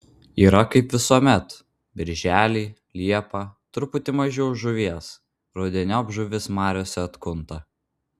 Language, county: Lithuanian, Vilnius